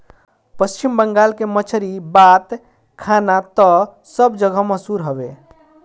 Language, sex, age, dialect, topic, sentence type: Bhojpuri, male, 25-30, Northern, agriculture, statement